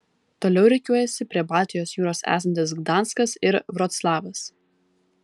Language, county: Lithuanian, Vilnius